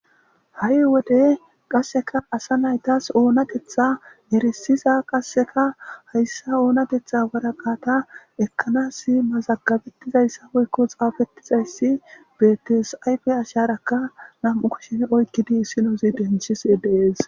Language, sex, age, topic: Gamo, male, 18-24, government